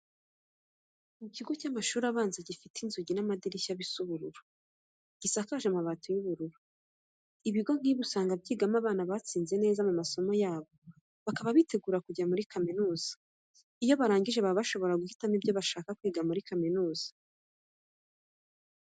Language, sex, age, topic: Kinyarwanda, female, 25-35, education